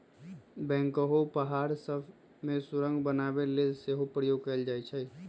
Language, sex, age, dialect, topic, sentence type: Magahi, male, 25-30, Western, agriculture, statement